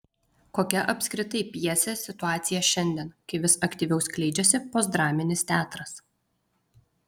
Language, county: Lithuanian, Utena